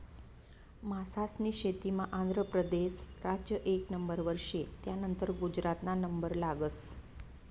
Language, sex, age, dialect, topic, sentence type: Marathi, female, 41-45, Northern Konkan, agriculture, statement